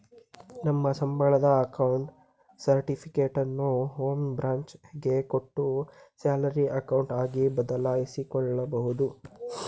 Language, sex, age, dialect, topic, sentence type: Kannada, male, 18-24, Mysore Kannada, banking, statement